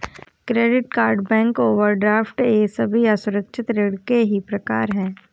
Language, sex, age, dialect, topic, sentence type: Hindi, female, 18-24, Awadhi Bundeli, banking, statement